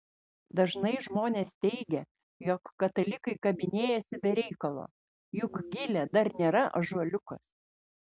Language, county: Lithuanian, Panevėžys